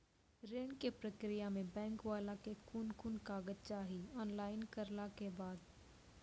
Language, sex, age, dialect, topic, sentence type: Maithili, female, 18-24, Angika, banking, question